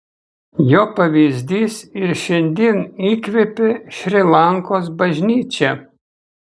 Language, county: Lithuanian, Kaunas